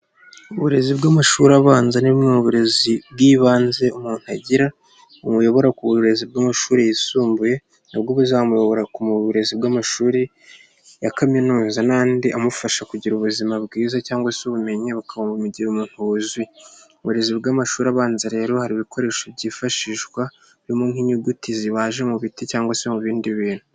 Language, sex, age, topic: Kinyarwanda, male, 25-35, education